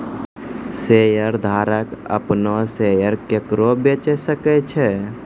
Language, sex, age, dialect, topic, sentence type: Maithili, male, 51-55, Angika, banking, statement